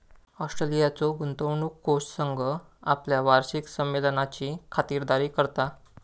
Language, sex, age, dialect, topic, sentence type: Marathi, male, 25-30, Southern Konkan, banking, statement